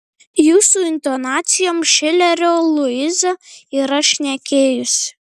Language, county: Lithuanian, Marijampolė